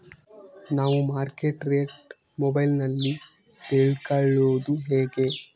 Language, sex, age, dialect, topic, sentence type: Kannada, male, 18-24, Central, agriculture, question